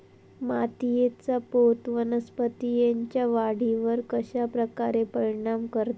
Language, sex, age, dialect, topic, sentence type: Marathi, female, 18-24, Southern Konkan, agriculture, statement